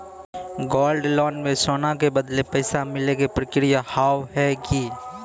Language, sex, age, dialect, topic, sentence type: Maithili, male, 56-60, Angika, banking, question